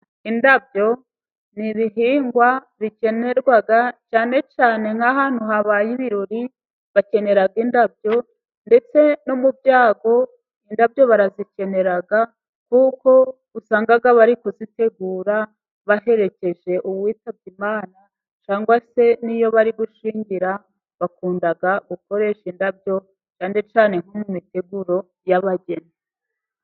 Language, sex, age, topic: Kinyarwanda, female, 36-49, health